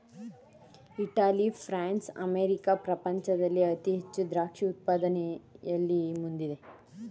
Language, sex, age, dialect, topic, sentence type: Kannada, female, 18-24, Mysore Kannada, agriculture, statement